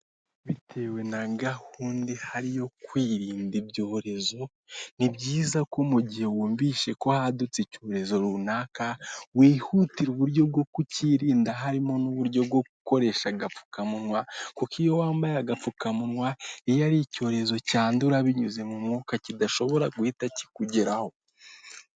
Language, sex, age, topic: Kinyarwanda, male, 18-24, government